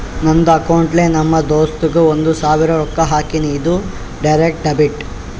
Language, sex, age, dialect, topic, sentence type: Kannada, male, 60-100, Northeastern, banking, statement